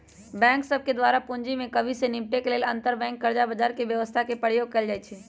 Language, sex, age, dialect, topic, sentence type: Magahi, male, 18-24, Western, banking, statement